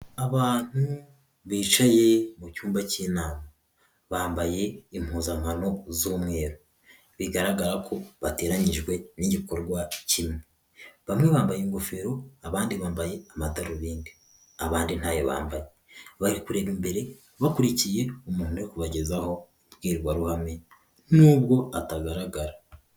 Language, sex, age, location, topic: Kinyarwanda, male, 18-24, Huye, health